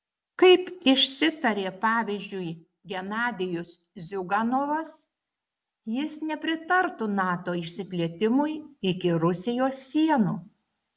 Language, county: Lithuanian, Šiauliai